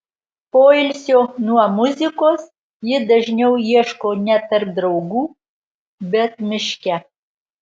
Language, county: Lithuanian, Marijampolė